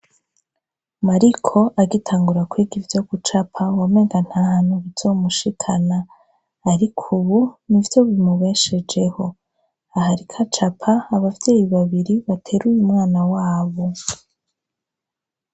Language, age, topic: Rundi, 25-35, education